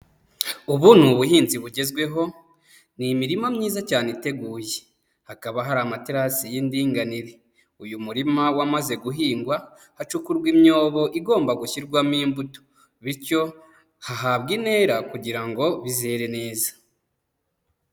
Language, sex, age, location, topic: Kinyarwanda, male, 25-35, Huye, agriculture